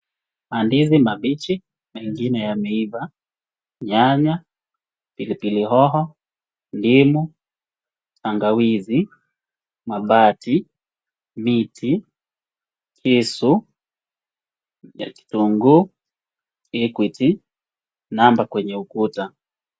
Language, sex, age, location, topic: Swahili, male, 18-24, Wajir, finance